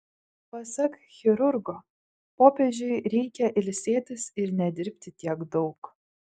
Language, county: Lithuanian, Vilnius